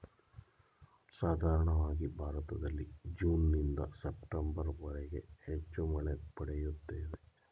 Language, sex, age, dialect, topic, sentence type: Kannada, male, 31-35, Mysore Kannada, agriculture, statement